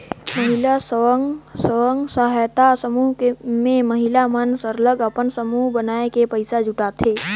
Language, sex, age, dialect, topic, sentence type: Chhattisgarhi, male, 18-24, Northern/Bhandar, banking, statement